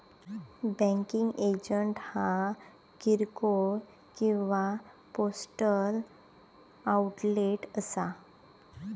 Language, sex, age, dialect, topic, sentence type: Marathi, female, 18-24, Southern Konkan, banking, statement